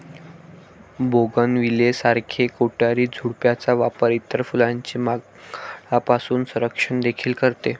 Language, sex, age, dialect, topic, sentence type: Marathi, male, 18-24, Varhadi, agriculture, statement